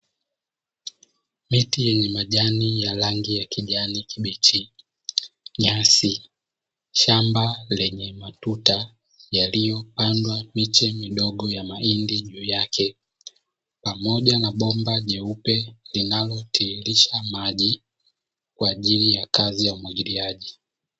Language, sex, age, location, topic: Swahili, male, 25-35, Dar es Salaam, agriculture